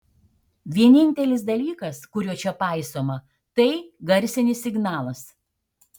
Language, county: Lithuanian, Šiauliai